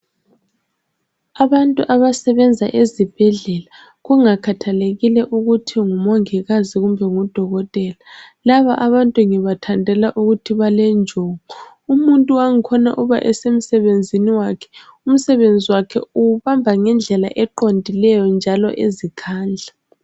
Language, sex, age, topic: North Ndebele, female, 18-24, health